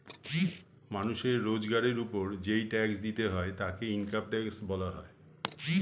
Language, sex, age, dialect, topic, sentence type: Bengali, male, 51-55, Standard Colloquial, banking, statement